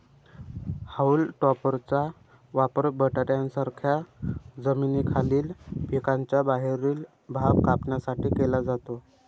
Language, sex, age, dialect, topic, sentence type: Marathi, male, 18-24, Varhadi, agriculture, statement